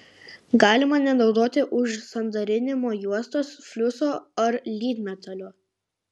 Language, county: Lithuanian, Kaunas